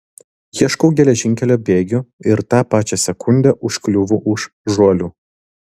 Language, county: Lithuanian, Vilnius